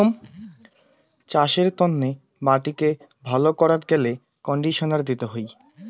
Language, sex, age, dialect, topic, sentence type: Bengali, male, 18-24, Rajbangshi, agriculture, statement